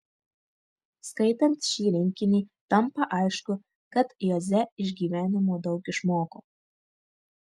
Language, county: Lithuanian, Marijampolė